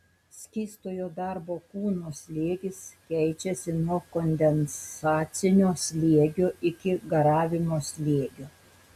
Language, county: Lithuanian, Telšiai